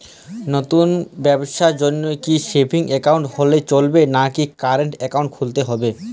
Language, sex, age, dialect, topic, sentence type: Bengali, male, 18-24, Jharkhandi, banking, question